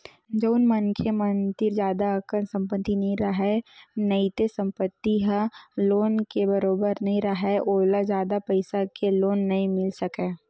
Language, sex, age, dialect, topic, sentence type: Chhattisgarhi, female, 18-24, Western/Budati/Khatahi, banking, statement